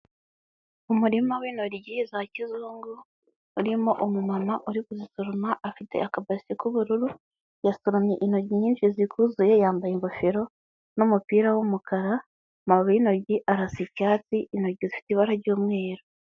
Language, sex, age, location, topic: Kinyarwanda, male, 18-24, Huye, agriculture